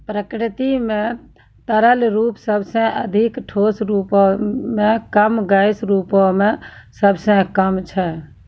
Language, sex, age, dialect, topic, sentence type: Maithili, female, 51-55, Angika, agriculture, statement